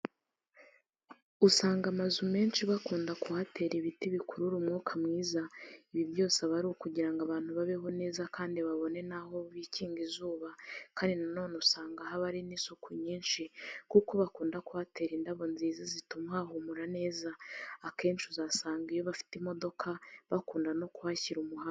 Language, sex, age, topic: Kinyarwanda, female, 25-35, education